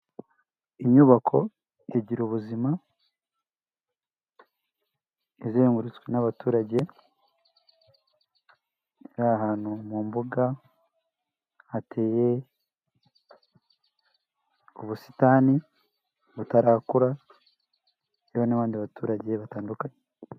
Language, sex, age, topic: Kinyarwanda, male, 18-24, health